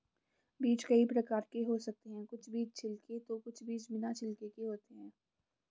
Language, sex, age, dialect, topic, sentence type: Hindi, female, 18-24, Garhwali, agriculture, statement